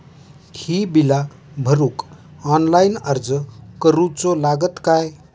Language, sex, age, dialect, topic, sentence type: Marathi, male, 60-100, Southern Konkan, banking, question